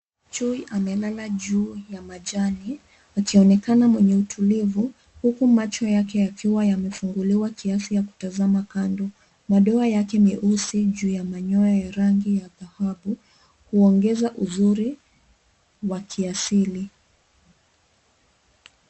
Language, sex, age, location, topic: Swahili, female, 25-35, Nairobi, government